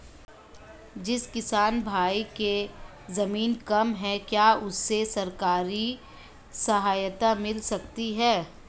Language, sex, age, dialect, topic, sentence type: Hindi, female, 25-30, Marwari Dhudhari, agriculture, question